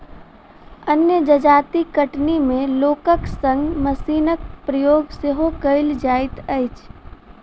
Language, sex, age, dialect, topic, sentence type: Maithili, female, 18-24, Southern/Standard, agriculture, statement